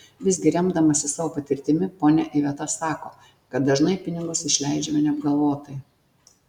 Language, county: Lithuanian, Tauragė